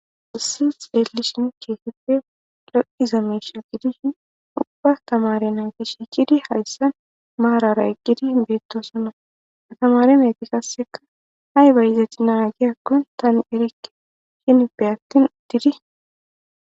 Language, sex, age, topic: Gamo, female, 25-35, government